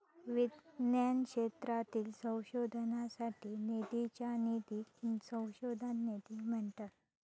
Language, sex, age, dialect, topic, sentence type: Marathi, female, 25-30, Southern Konkan, banking, statement